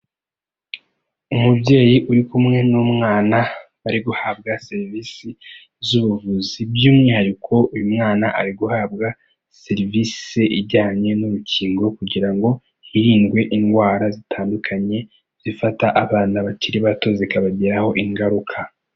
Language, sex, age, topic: Kinyarwanda, male, 18-24, health